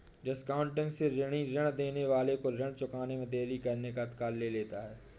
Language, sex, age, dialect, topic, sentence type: Hindi, male, 18-24, Awadhi Bundeli, banking, statement